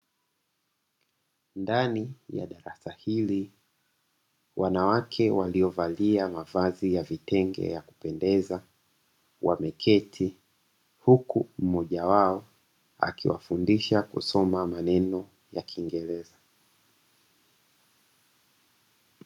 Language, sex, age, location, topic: Swahili, male, 36-49, Dar es Salaam, education